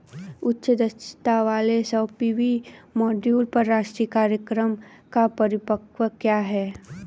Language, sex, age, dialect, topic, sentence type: Hindi, female, 31-35, Hindustani Malvi Khadi Boli, banking, question